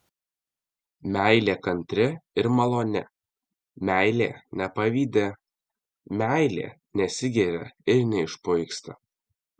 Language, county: Lithuanian, Alytus